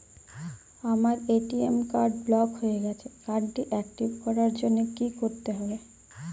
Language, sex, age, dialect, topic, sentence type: Bengali, female, 18-24, Jharkhandi, banking, question